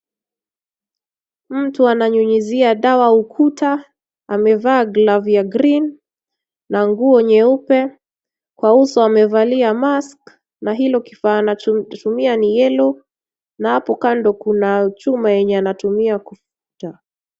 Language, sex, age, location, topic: Swahili, female, 25-35, Kisumu, health